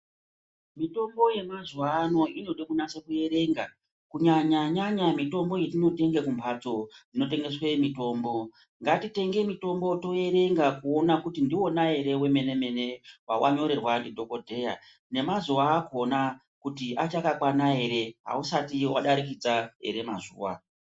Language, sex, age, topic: Ndau, male, 36-49, health